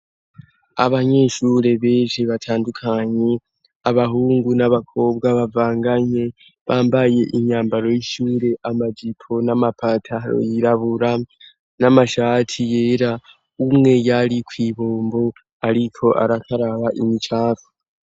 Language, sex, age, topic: Rundi, male, 18-24, education